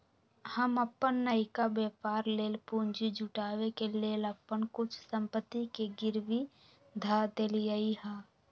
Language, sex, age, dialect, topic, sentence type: Magahi, female, 41-45, Western, banking, statement